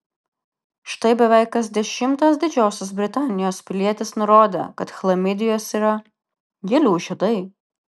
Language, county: Lithuanian, Vilnius